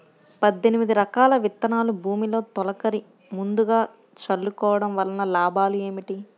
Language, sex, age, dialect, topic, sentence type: Telugu, female, 31-35, Central/Coastal, agriculture, question